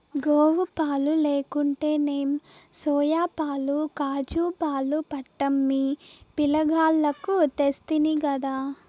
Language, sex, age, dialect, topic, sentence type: Telugu, female, 18-24, Southern, agriculture, statement